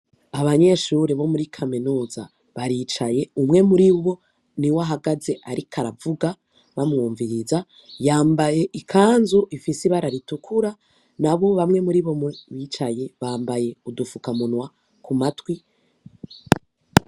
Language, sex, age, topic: Rundi, female, 18-24, education